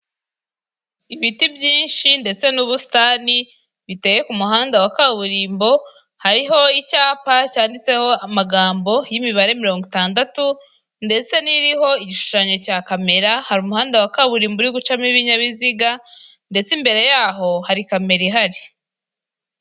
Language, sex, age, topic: Kinyarwanda, female, 18-24, government